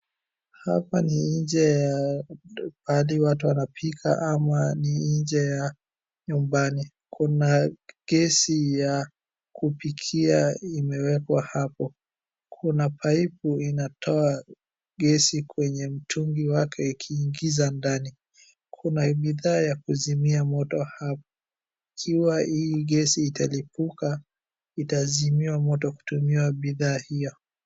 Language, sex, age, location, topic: Swahili, female, 36-49, Wajir, education